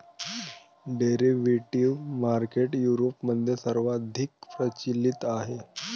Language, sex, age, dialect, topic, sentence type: Marathi, male, 18-24, Varhadi, banking, statement